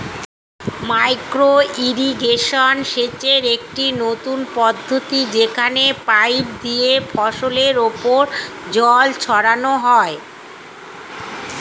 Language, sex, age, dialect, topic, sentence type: Bengali, female, 46-50, Standard Colloquial, agriculture, statement